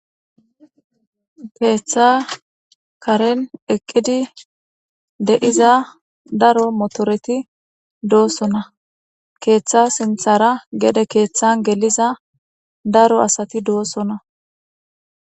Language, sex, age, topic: Gamo, female, 18-24, government